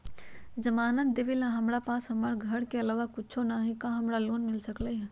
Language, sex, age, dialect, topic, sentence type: Magahi, female, 31-35, Western, banking, question